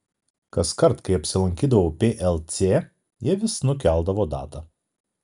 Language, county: Lithuanian, Kaunas